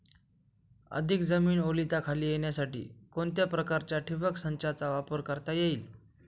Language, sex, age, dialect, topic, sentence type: Marathi, male, 25-30, Northern Konkan, agriculture, question